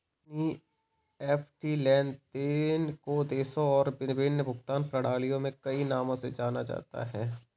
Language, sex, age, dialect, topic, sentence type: Hindi, male, 18-24, Kanauji Braj Bhasha, banking, statement